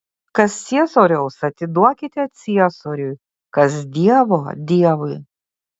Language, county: Lithuanian, Kaunas